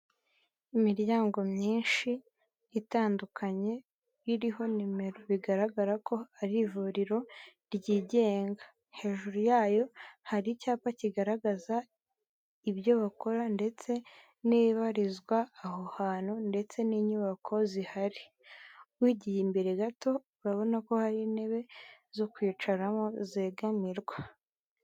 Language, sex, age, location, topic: Kinyarwanda, female, 25-35, Kigali, health